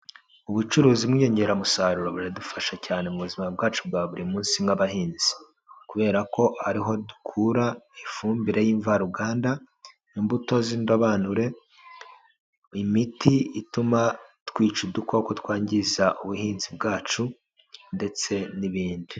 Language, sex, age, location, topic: Kinyarwanda, male, 25-35, Huye, agriculture